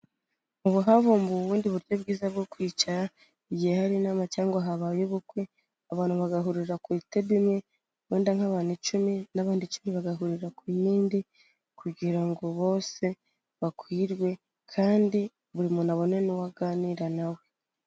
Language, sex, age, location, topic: Kinyarwanda, female, 25-35, Kigali, health